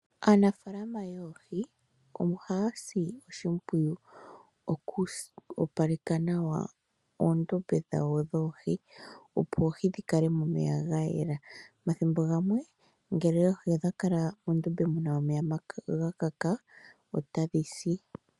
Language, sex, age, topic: Oshiwambo, female, 25-35, agriculture